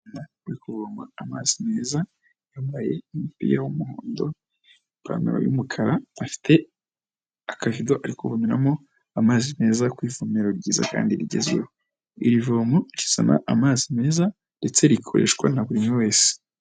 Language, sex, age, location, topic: Kinyarwanda, female, 18-24, Huye, health